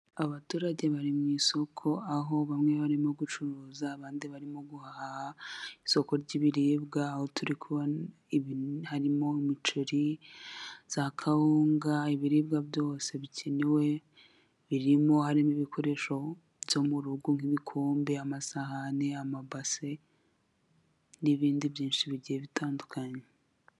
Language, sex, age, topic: Kinyarwanda, female, 18-24, finance